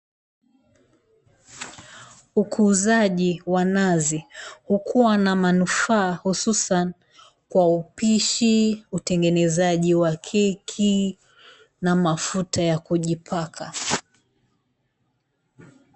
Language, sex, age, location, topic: Swahili, female, 36-49, Mombasa, agriculture